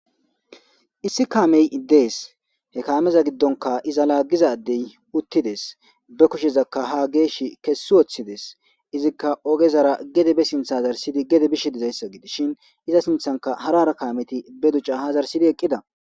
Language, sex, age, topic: Gamo, male, 25-35, government